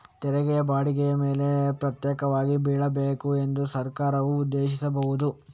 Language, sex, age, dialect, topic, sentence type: Kannada, male, 25-30, Coastal/Dakshin, banking, statement